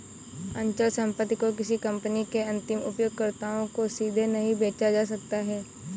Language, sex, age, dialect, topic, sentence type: Hindi, female, 18-24, Awadhi Bundeli, banking, statement